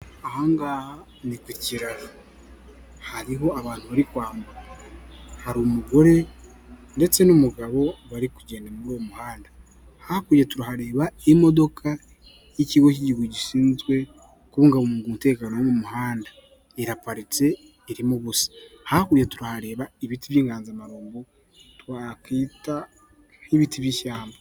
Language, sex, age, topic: Kinyarwanda, male, 18-24, government